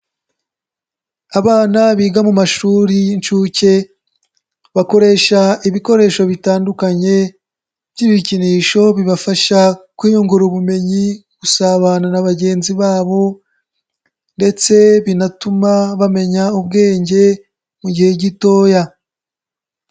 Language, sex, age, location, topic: Kinyarwanda, male, 18-24, Nyagatare, education